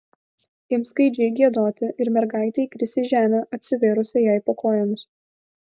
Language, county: Lithuanian, Vilnius